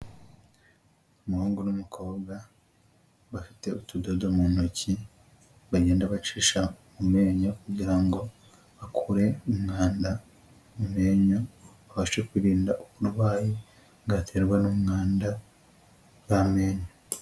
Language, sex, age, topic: Kinyarwanda, male, 18-24, health